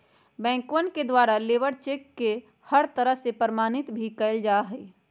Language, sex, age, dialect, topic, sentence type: Magahi, female, 56-60, Western, banking, statement